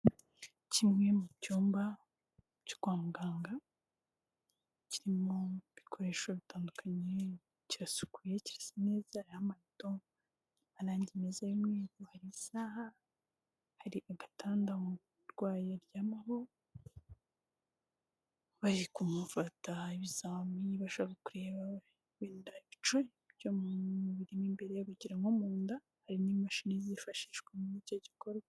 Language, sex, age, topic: Kinyarwanda, female, 18-24, health